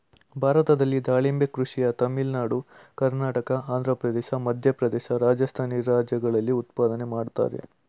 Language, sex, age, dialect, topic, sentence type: Kannada, male, 18-24, Mysore Kannada, agriculture, statement